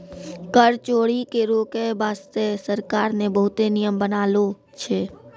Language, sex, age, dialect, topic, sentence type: Maithili, male, 46-50, Angika, banking, statement